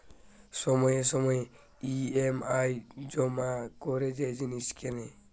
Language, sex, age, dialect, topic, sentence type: Bengali, male, 18-24, Western, banking, statement